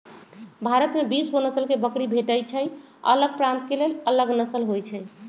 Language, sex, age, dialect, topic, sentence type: Magahi, female, 56-60, Western, agriculture, statement